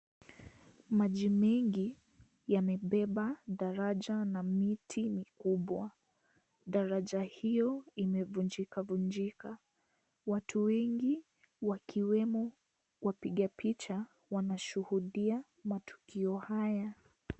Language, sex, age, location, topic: Swahili, female, 18-24, Kisii, health